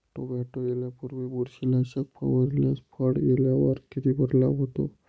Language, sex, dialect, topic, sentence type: Marathi, male, Northern Konkan, agriculture, question